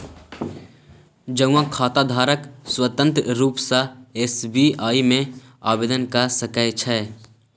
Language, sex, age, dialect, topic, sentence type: Maithili, male, 18-24, Bajjika, banking, statement